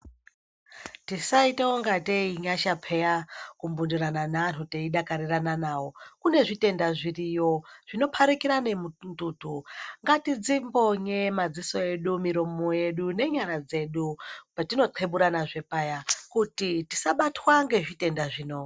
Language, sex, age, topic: Ndau, male, 36-49, health